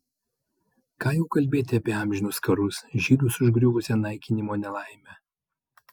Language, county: Lithuanian, Vilnius